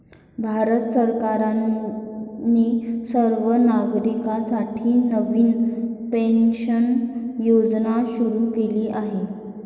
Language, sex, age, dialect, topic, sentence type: Marathi, female, 25-30, Varhadi, banking, statement